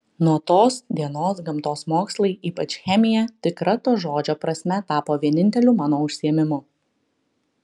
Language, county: Lithuanian, Klaipėda